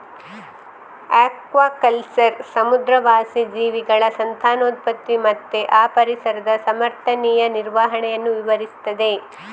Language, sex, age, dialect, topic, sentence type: Kannada, female, 25-30, Coastal/Dakshin, agriculture, statement